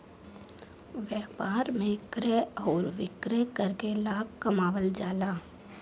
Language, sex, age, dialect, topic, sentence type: Bhojpuri, female, 18-24, Western, banking, statement